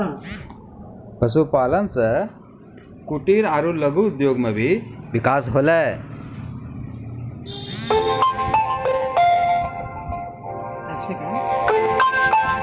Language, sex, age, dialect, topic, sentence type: Maithili, male, 25-30, Angika, agriculture, statement